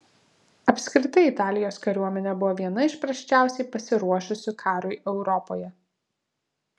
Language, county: Lithuanian, Vilnius